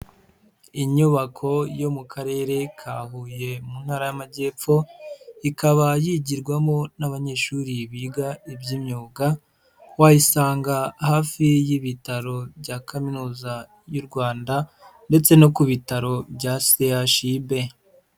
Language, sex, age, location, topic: Kinyarwanda, male, 25-35, Huye, education